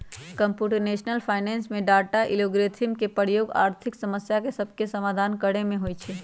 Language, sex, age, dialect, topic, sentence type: Magahi, female, 36-40, Western, banking, statement